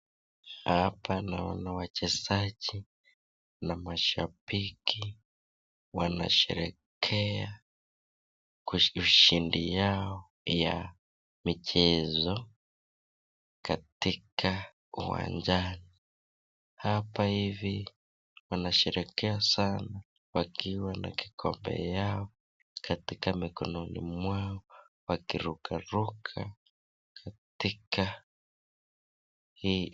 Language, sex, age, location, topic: Swahili, male, 25-35, Nakuru, government